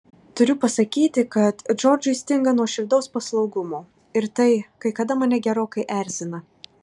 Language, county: Lithuanian, Marijampolė